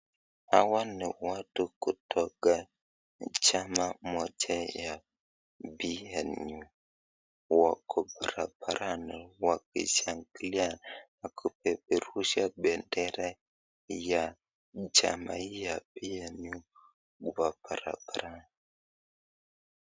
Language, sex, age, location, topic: Swahili, male, 25-35, Nakuru, government